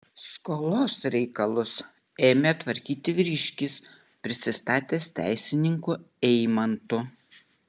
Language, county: Lithuanian, Utena